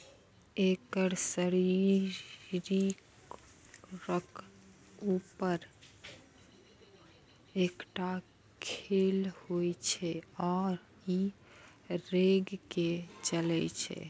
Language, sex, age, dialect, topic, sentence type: Maithili, female, 56-60, Eastern / Thethi, agriculture, statement